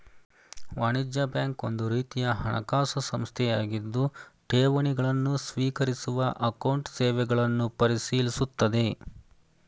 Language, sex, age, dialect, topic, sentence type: Kannada, male, 31-35, Mysore Kannada, banking, statement